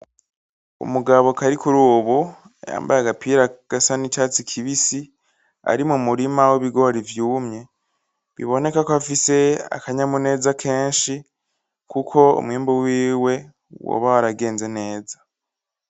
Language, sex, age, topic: Rundi, male, 18-24, agriculture